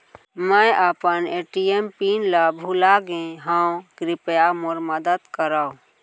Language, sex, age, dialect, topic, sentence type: Chhattisgarhi, female, 56-60, Central, banking, statement